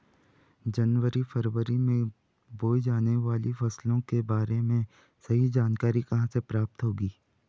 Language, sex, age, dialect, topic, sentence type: Hindi, female, 18-24, Garhwali, agriculture, question